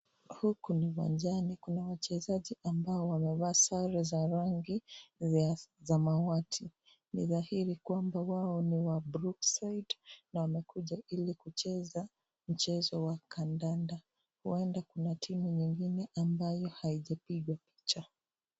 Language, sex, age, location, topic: Swahili, female, 25-35, Nakuru, government